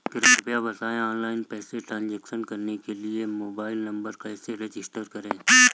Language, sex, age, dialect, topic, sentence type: Hindi, female, 31-35, Marwari Dhudhari, banking, question